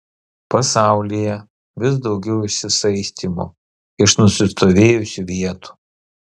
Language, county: Lithuanian, Kaunas